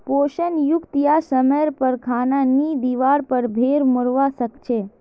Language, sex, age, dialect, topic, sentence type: Magahi, female, 18-24, Northeastern/Surjapuri, agriculture, statement